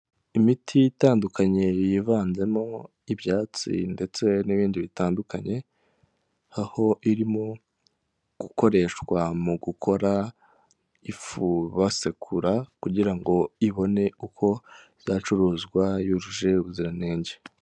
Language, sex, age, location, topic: Kinyarwanda, male, 18-24, Kigali, health